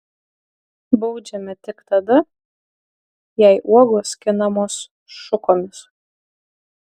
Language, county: Lithuanian, Utena